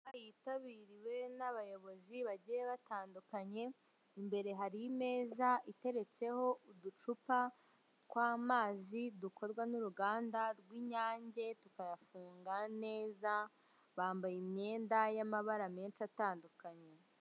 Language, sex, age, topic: Kinyarwanda, female, 18-24, government